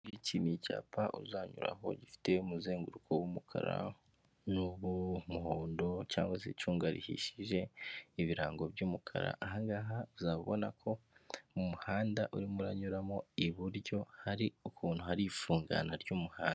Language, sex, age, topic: Kinyarwanda, female, 18-24, government